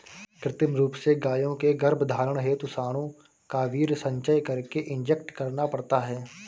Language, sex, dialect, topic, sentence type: Hindi, male, Awadhi Bundeli, agriculture, statement